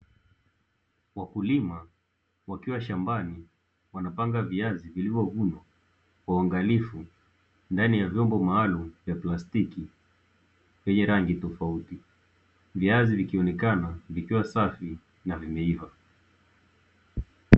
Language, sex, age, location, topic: Swahili, male, 18-24, Dar es Salaam, agriculture